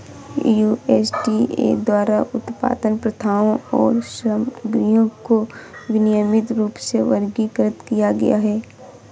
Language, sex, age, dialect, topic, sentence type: Hindi, female, 51-55, Awadhi Bundeli, agriculture, statement